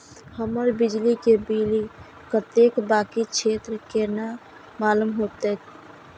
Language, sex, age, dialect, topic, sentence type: Maithili, female, 51-55, Eastern / Thethi, banking, question